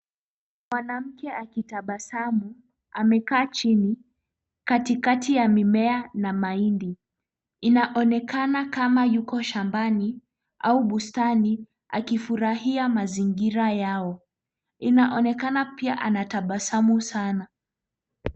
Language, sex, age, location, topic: Swahili, female, 18-24, Kisumu, agriculture